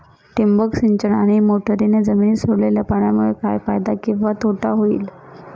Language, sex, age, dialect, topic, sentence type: Marathi, female, 31-35, Northern Konkan, agriculture, question